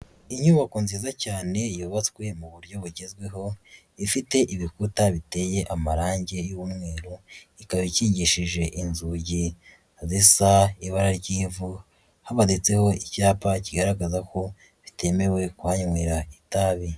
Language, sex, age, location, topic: Kinyarwanda, female, 25-35, Huye, education